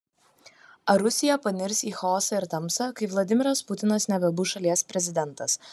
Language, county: Lithuanian, Kaunas